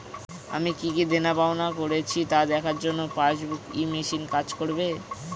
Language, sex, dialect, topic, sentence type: Bengali, male, Northern/Varendri, banking, question